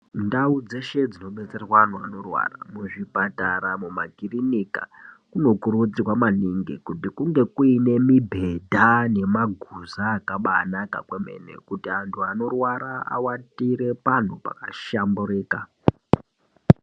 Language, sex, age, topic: Ndau, female, 50+, health